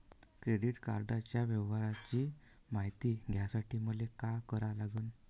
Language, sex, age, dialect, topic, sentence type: Marathi, male, 31-35, Varhadi, banking, question